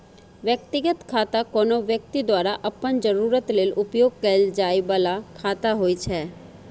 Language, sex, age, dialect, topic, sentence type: Maithili, female, 36-40, Eastern / Thethi, banking, statement